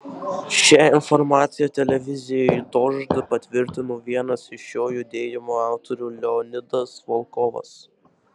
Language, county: Lithuanian, Marijampolė